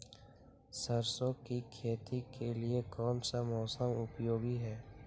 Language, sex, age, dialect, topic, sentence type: Magahi, male, 18-24, Western, agriculture, question